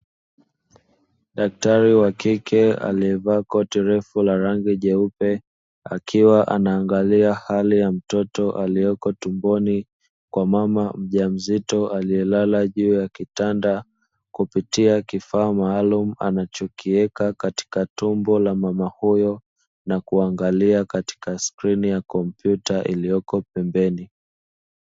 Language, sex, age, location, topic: Swahili, male, 25-35, Dar es Salaam, health